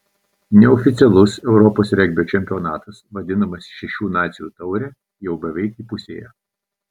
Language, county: Lithuanian, Telšiai